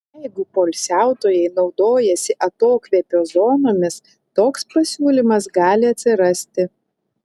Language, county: Lithuanian, Telšiai